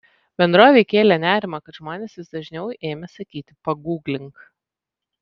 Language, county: Lithuanian, Vilnius